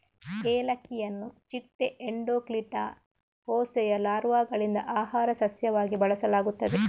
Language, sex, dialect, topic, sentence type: Kannada, female, Coastal/Dakshin, agriculture, statement